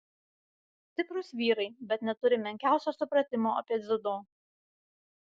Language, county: Lithuanian, Vilnius